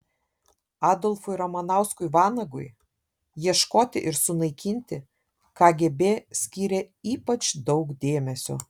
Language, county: Lithuanian, Šiauliai